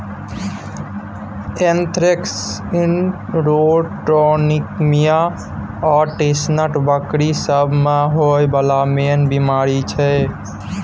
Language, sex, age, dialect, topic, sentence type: Maithili, male, 18-24, Bajjika, agriculture, statement